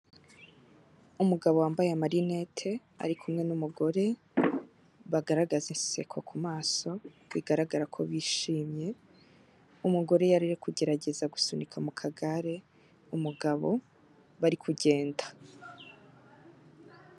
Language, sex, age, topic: Kinyarwanda, female, 25-35, health